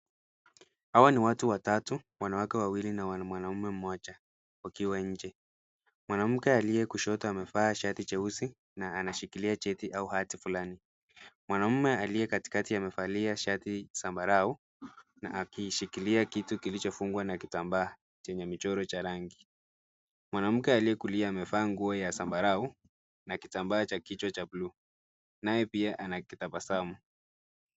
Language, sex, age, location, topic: Swahili, male, 50+, Nairobi, education